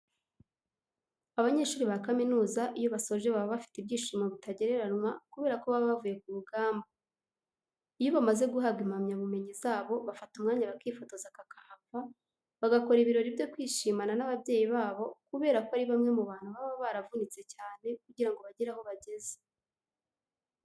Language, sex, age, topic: Kinyarwanda, female, 18-24, education